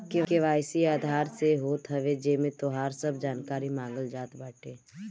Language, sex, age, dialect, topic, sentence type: Bhojpuri, female, 25-30, Northern, banking, statement